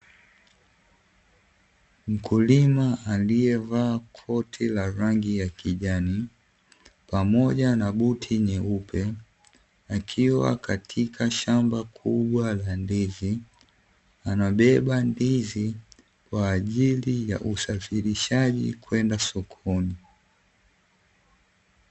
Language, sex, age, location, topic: Swahili, male, 18-24, Dar es Salaam, agriculture